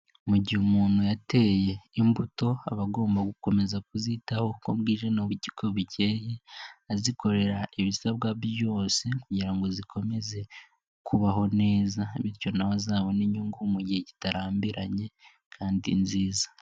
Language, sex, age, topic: Kinyarwanda, male, 18-24, agriculture